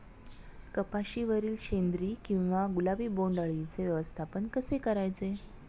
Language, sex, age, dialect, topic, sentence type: Marathi, female, 31-35, Standard Marathi, agriculture, question